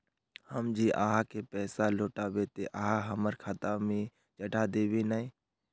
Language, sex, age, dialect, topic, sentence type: Magahi, male, 25-30, Northeastern/Surjapuri, banking, question